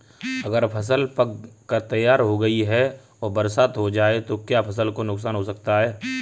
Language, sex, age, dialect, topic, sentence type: Hindi, male, 25-30, Kanauji Braj Bhasha, agriculture, question